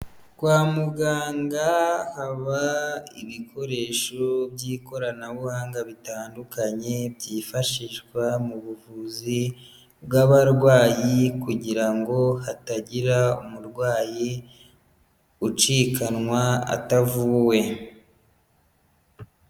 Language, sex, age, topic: Kinyarwanda, female, 18-24, health